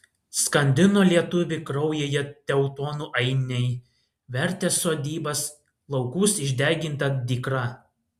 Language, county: Lithuanian, Klaipėda